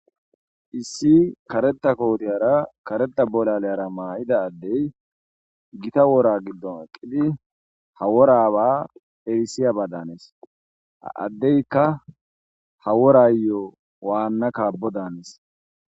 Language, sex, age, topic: Gamo, male, 18-24, agriculture